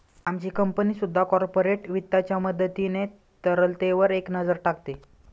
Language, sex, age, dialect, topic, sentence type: Marathi, male, 25-30, Standard Marathi, banking, statement